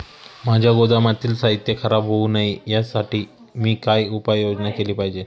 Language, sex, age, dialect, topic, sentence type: Marathi, male, 18-24, Standard Marathi, agriculture, question